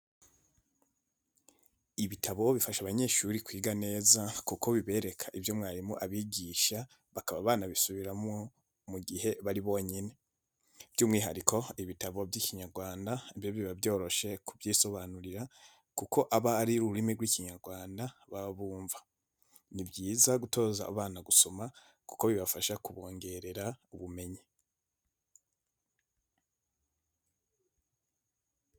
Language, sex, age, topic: Kinyarwanda, male, 25-35, education